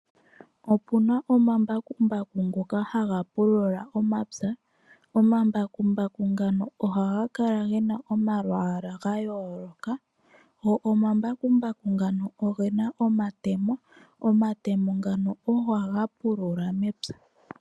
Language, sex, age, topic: Oshiwambo, female, 18-24, agriculture